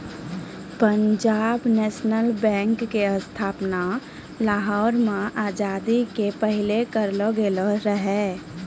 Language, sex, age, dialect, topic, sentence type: Maithili, female, 18-24, Angika, banking, statement